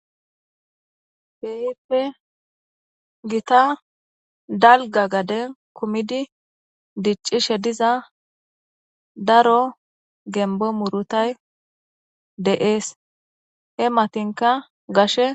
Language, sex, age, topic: Gamo, female, 25-35, agriculture